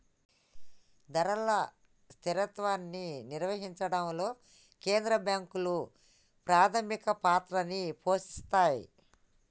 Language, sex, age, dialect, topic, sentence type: Telugu, female, 25-30, Telangana, banking, statement